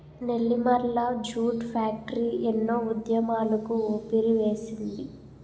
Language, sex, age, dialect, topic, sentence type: Telugu, female, 18-24, Utterandhra, agriculture, statement